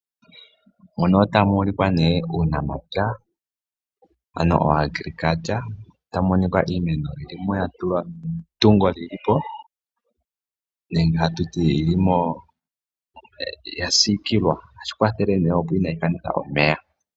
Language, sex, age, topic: Oshiwambo, male, 18-24, agriculture